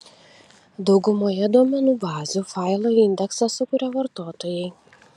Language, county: Lithuanian, Kaunas